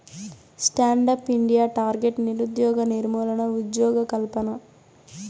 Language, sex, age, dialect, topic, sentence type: Telugu, female, 18-24, Southern, banking, statement